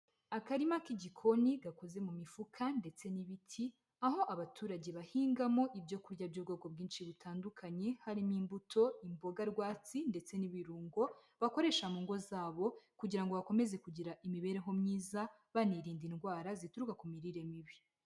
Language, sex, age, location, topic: Kinyarwanda, male, 18-24, Huye, agriculture